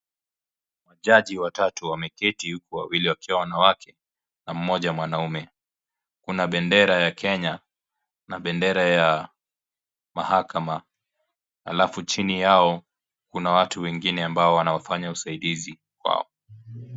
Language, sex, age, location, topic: Swahili, male, 25-35, Kisii, government